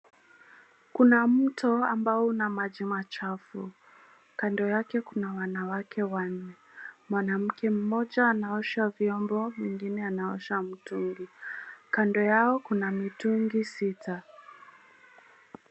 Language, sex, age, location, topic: Swahili, female, 25-35, Nairobi, government